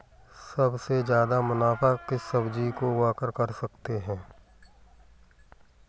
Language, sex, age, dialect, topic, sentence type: Hindi, male, 18-24, Kanauji Braj Bhasha, agriculture, question